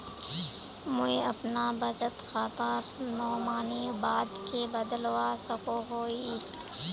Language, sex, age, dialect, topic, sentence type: Magahi, female, 25-30, Northeastern/Surjapuri, banking, question